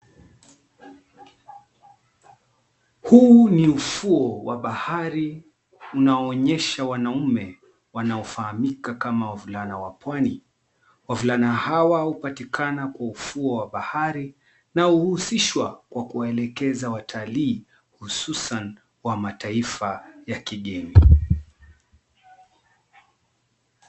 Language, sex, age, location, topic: Swahili, male, 36-49, Mombasa, government